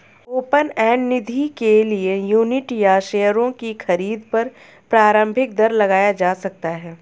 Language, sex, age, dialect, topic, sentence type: Hindi, female, 31-35, Hindustani Malvi Khadi Boli, banking, statement